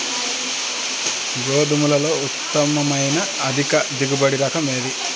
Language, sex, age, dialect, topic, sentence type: Telugu, male, 25-30, Central/Coastal, agriculture, question